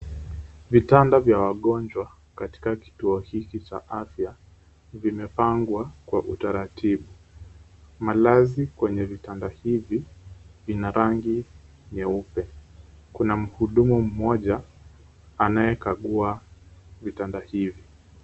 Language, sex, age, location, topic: Swahili, male, 18-24, Kisumu, health